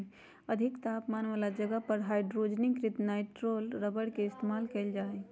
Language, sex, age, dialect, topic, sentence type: Magahi, female, 31-35, Western, agriculture, statement